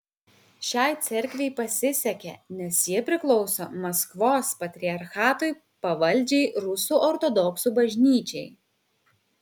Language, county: Lithuanian, Kaunas